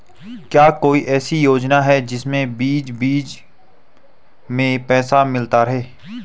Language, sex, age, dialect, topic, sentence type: Hindi, male, 18-24, Garhwali, banking, question